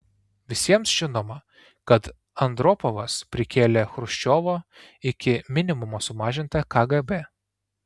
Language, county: Lithuanian, Tauragė